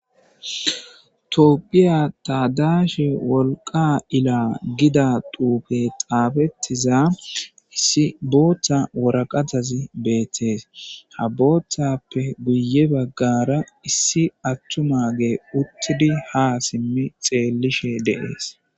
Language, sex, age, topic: Gamo, male, 18-24, government